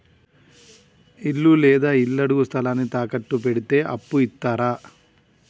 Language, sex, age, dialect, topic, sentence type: Telugu, male, 31-35, Telangana, banking, question